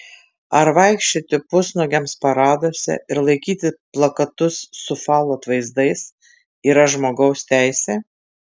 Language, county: Lithuanian, Tauragė